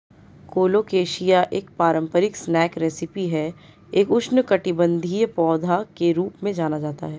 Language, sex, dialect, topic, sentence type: Hindi, female, Marwari Dhudhari, agriculture, statement